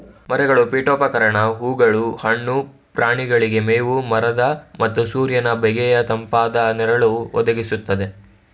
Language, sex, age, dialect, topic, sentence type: Kannada, male, 31-35, Mysore Kannada, agriculture, statement